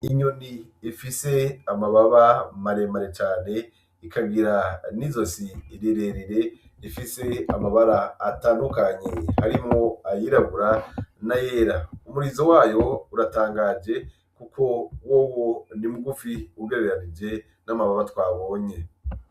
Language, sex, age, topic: Rundi, male, 25-35, agriculture